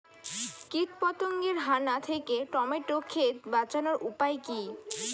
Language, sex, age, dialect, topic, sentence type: Bengali, female, 60-100, Rajbangshi, agriculture, question